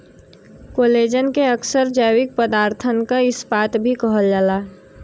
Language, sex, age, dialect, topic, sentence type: Bhojpuri, female, 18-24, Western, agriculture, statement